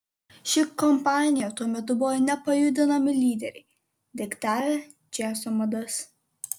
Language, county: Lithuanian, Kaunas